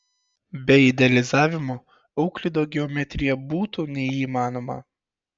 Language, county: Lithuanian, Šiauliai